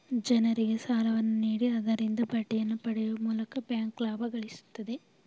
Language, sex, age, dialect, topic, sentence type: Kannada, female, 18-24, Mysore Kannada, banking, statement